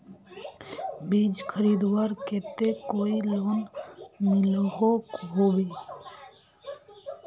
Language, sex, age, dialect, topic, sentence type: Magahi, female, 25-30, Northeastern/Surjapuri, agriculture, question